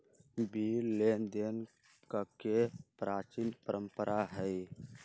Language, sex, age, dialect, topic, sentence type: Magahi, male, 46-50, Western, banking, statement